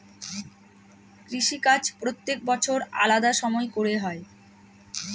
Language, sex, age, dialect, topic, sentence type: Bengali, female, 31-35, Northern/Varendri, agriculture, statement